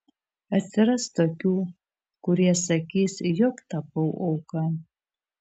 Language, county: Lithuanian, Šiauliai